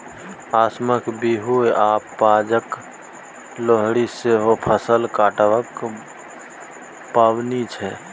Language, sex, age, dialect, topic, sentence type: Maithili, male, 18-24, Bajjika, agriculture, statement